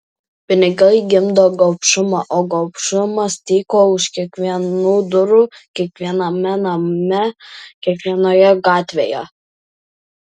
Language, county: Lithuanian, Vilnius